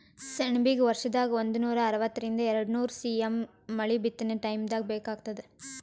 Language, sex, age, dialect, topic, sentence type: Kannada, female, 18-24, Northeastern, agriculture, statement